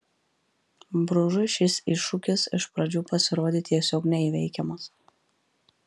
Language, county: Lithuanian, Marijampolė